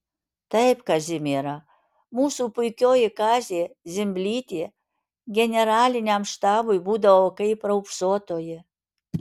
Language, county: Lithuanian, Alytus